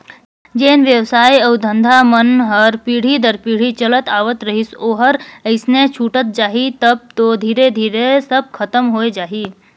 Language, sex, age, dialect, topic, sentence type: Chhattisgarhi, female, 18-24, Northern/Bhandar, banking, statement